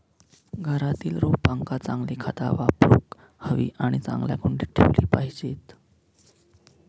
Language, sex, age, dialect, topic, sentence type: Marathi, male, 25-30, Southern Konkan, agriculture, statement